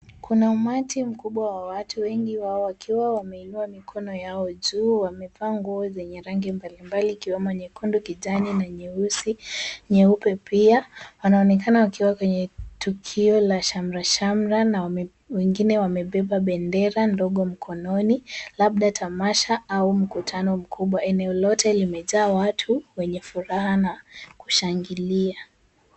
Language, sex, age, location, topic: Swahili, male, 25-35, Kisumu, government